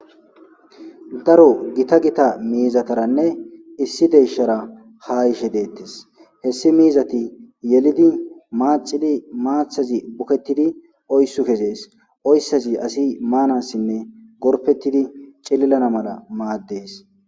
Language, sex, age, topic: Gamo, male, 25-35, agriculture